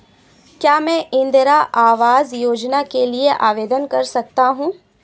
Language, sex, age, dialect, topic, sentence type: Hindi, female, 25-30, Awadhi Bundeli, banking, question